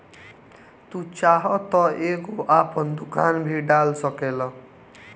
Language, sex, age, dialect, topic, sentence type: Bhojpuri, male, 18-24, Northern, banking, statement